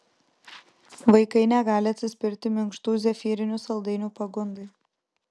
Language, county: Lithuanian, Vilnius